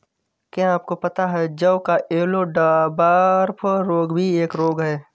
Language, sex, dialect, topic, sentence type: Hindi, male, Awadhi Bundeli, agriculture, statement